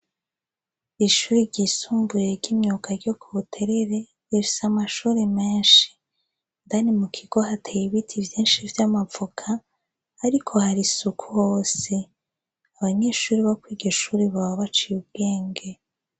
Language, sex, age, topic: Rundi, female, 25-35, education